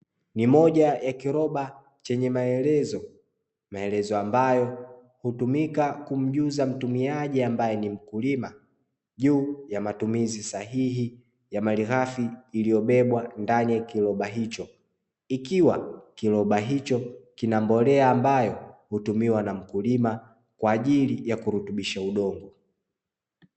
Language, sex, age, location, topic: Swahili, male, 25-35, Dar es Salaam, agriculture